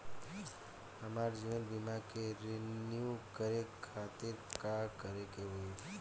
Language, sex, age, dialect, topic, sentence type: Bhojpuri, male, 18-24, Southern / Standard, banking, question